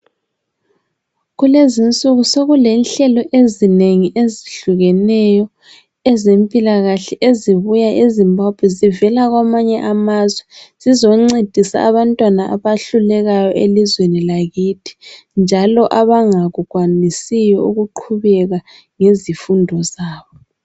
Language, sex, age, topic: North Ndebele, female, 18-24, health